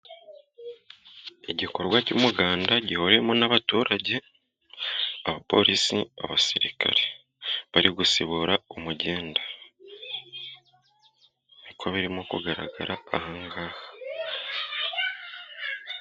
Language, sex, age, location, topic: Kinyarwanda, male, 18-24, Musanze, government